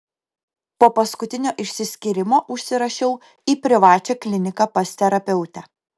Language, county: Lithuanian, Kaunas